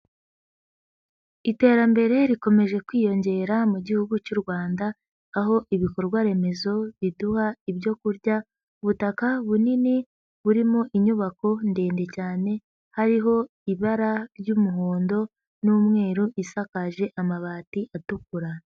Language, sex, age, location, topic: Kinyarwanda, female, 18-24, Huye, agriculture